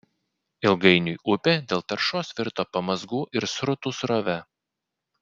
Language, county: Lithuanian, Klaipėda